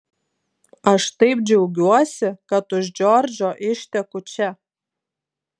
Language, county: Lithuanian, Klaipėda